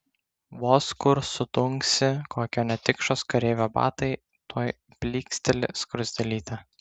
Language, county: Lithuanian, Vilnius